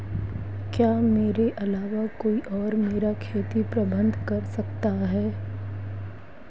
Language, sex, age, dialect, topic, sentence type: Hindi, female, 18-24, Marwari Dhudhari, banking, question